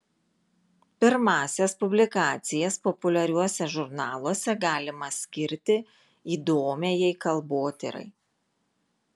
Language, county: Lithuanian, Marijampolė